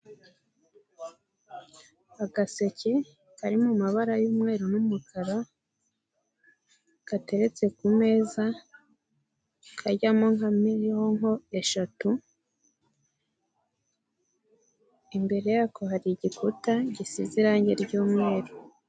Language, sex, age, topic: Kinyarwanda, female, 18-24, government